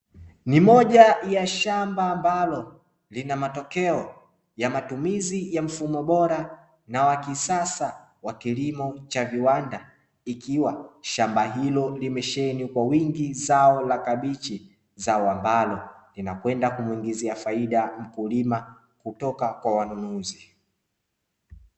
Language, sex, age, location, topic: Swahili, male, 25-35, Dar es Salaam, agriculture